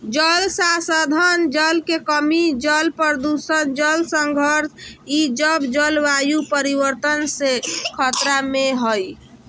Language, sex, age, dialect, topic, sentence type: Magahi, female, 25-30, Southern, agriculture, statement